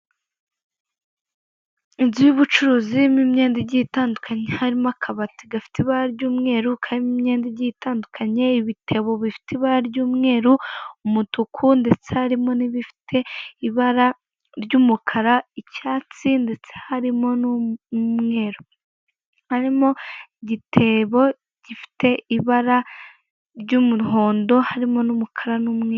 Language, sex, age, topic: Kinyarwanda, female, 18-24, finance